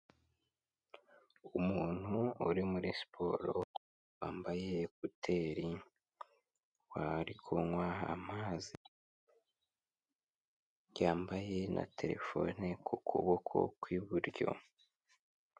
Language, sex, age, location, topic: Kinyarwanda, male, 18-24, Kigali, health